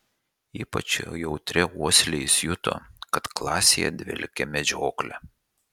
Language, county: Lithuanian, Šiauliai